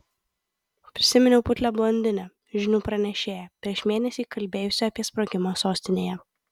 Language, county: Lithuanian, Kaunas